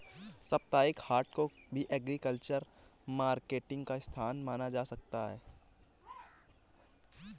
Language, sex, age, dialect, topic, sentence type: Hindi, male, 18-24, Awadhi Bundeli, agriculture, statement